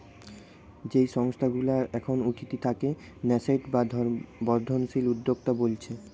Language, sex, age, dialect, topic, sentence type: Bengali, male, 18-24, Western, banking, statement